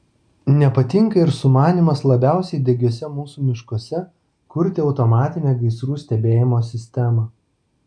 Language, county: Lithuanian, Vilnius